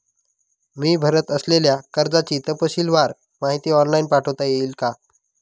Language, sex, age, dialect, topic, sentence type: Marathi, male, 36-40, Northern Konkan, banking, question